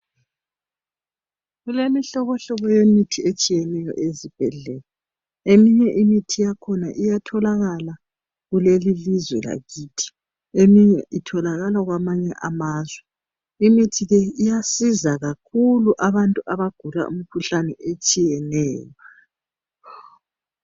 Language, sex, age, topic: North Ndebele, male, 25-35, health